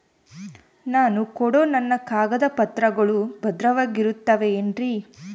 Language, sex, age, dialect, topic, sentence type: Kannada, female, 18-24, Central, banking, question